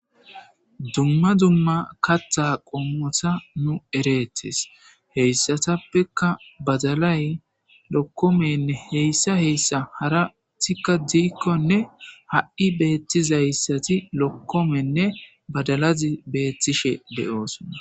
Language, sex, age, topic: Gamo, male, 25-35, agriculture